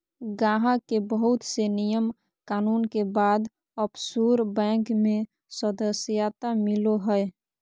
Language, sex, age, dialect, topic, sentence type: Magahi, female, 36-40, Southern, banking, statement